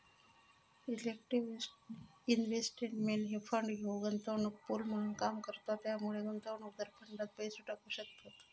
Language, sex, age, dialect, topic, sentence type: Marathi, female, 36-40, Southern Konkan, banking, statement